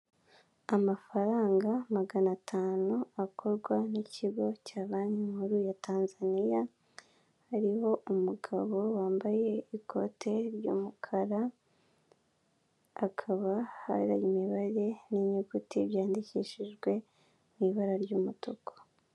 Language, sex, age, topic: Kinyarwanda, female, 18-24, finance